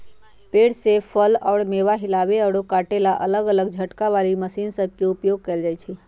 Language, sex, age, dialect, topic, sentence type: Magahi, female, 51-55, Western, agriculture, statement